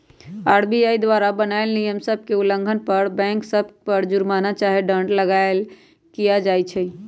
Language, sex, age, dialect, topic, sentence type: Magahi, female, 31-35, Western, banking, statement